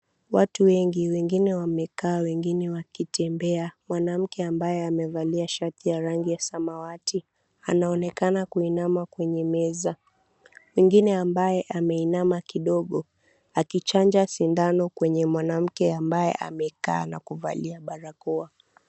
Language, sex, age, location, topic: Swahili, female, 18-24, Mombasa, health